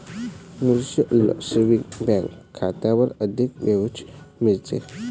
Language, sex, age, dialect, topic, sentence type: Marathi, male, 18-24, Varhadi, banking, statement